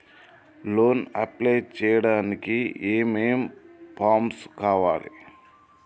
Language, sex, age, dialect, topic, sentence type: Telugu, male, 31-35, Telangana, banking, question